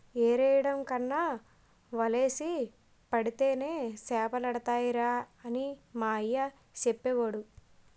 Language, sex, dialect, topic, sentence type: Telugu, female, Utterandhra, agriculture, statement